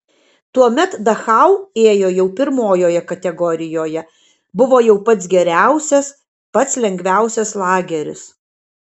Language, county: Lithuanian, Kaunas